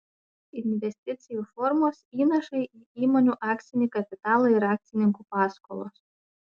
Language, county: Lithuanian, Panevėžys